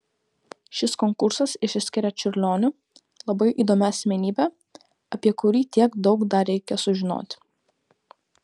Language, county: Lithuanian, Kaunas